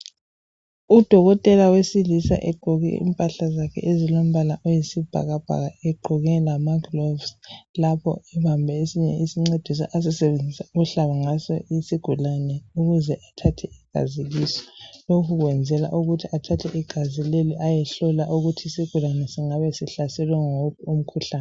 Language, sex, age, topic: North Ndebele, female, 18-24, health